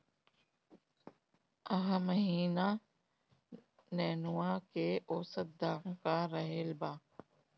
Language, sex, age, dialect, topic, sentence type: Bhojpuri, female, 36-40, Northern, agriculture, question